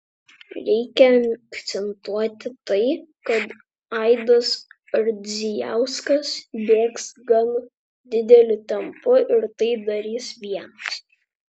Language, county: Lithuanian, Vilnius